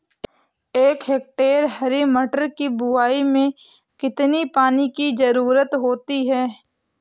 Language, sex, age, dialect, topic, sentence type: Hindi, female, 18-24, Awadhi Bundeli, agriculture, question